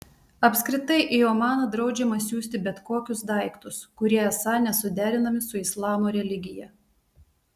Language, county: Lithuanian, Telšiai